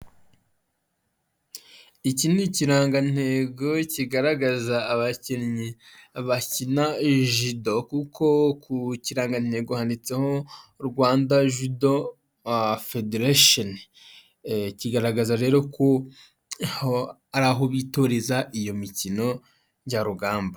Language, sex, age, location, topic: Kinyarwanda, male, 25-35, Huye, health